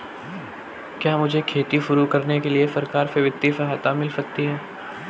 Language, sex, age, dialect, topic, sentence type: Hindi, male, 18-24, Marwari Dhudhari, agriculture, question